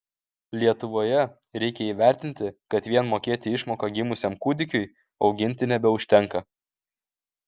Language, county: Lithuanian, Kaunas